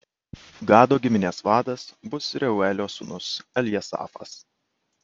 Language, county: Lithuanian, Kaunas